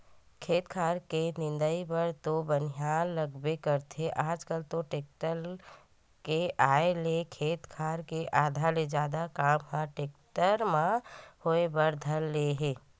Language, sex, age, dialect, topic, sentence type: Chhattisgarhi, female, 31-35, Western/Budati/Khatahi, agriculture, statement